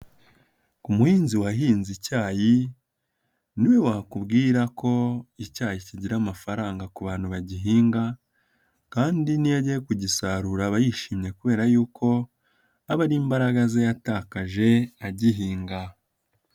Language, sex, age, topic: Kinyarwanda, male, 18-24, agriculture